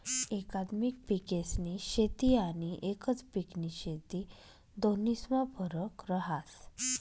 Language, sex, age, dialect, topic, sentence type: Marathi, female, 25-30, Northern Konkan, agriculture, statement